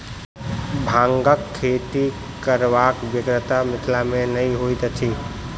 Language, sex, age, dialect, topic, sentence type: Maithili, male, 25-30, Southern/Standard, agriculture, statement